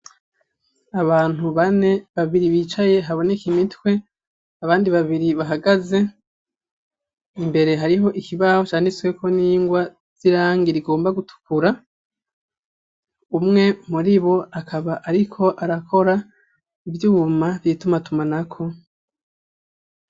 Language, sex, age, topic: Rundi, male, 25-35, education